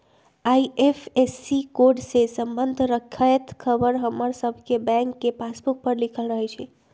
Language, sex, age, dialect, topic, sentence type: Magahi, female, 25-30, Western, banking, statement